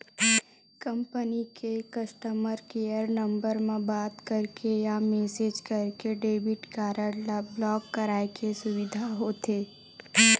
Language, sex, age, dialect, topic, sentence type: Chhattisgarhi, female, 18-24, Western/Budati/Khatahi, banking, statement